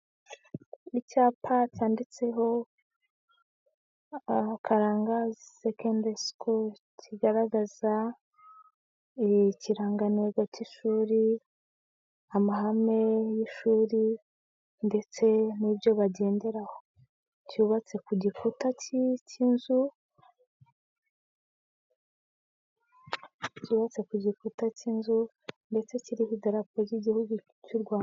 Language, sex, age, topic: Kinyarwanda, female, 25-35, education